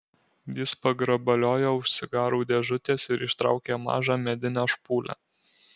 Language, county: Lithuanian, Alytus